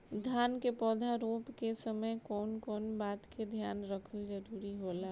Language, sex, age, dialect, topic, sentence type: Bhojpuri, female, 41-45, Northern, agriculture, question